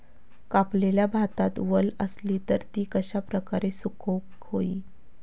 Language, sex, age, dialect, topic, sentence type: Marathi, female, 18-24, Southern Konkan, agriculture, question